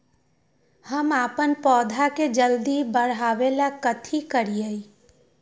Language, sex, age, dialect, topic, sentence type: Magahi, female, 18-24, Western, agriculture, question